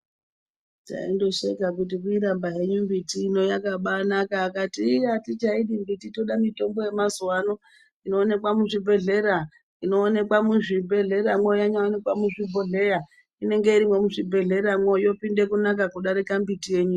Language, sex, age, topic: Ndau, male, 18-24, health